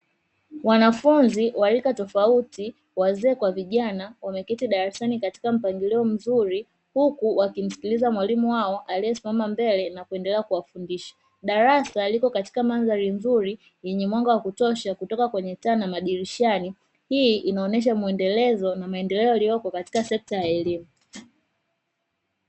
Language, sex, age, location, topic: Swahili, female, 18-24, Dar es Salaam, education